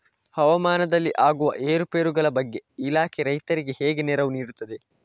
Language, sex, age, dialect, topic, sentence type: Kannada, male, 25-30, Coastal/Dakshin, agriculture, question